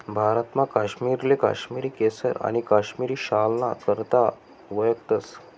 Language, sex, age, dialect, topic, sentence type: Marathi, male, 18-24, Northern Konkan, agriculture, statement